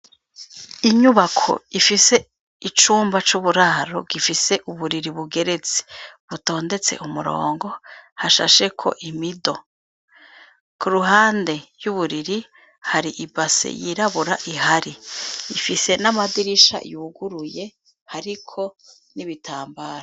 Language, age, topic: Rundi, 36-49, education